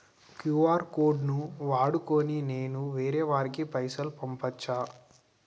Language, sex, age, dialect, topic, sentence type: Telugu, male, 18-24, Telangana, banking, question